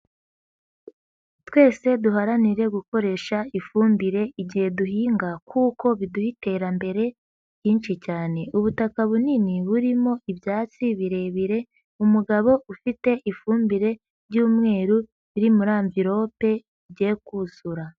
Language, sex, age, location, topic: Kinyarwanda, female, 18-24, Huye, agriculture